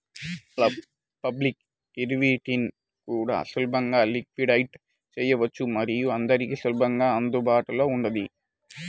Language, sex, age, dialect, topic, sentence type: Telugu, male, 18-24, Central/Coastal, banking, statement